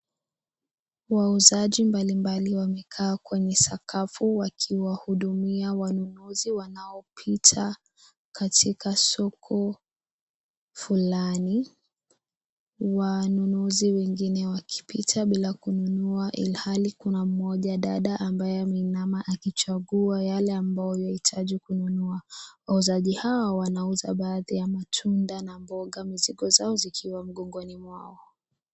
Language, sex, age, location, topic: Swahili, female, 18-24, Kisii, finance